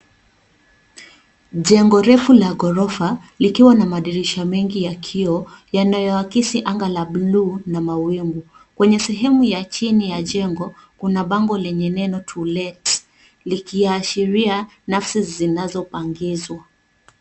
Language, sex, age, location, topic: Swahili, female, 18-24, Nairobi, finance